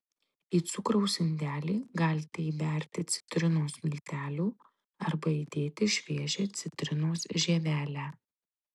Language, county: Lithuanian, Tauragė